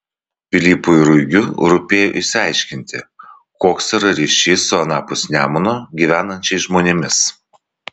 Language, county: Lithuanian, Vilnius